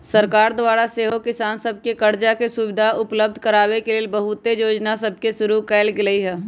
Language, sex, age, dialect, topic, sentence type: Magahi, female, 25-30, Western, agriculture, statement